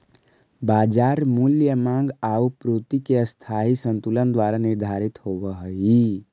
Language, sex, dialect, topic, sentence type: Magahi, male, Central/Standard, agriculture, statement